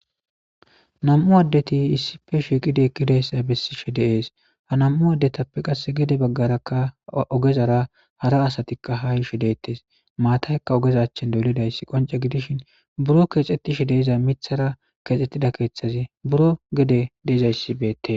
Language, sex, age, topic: Gamo, male, 25-35, government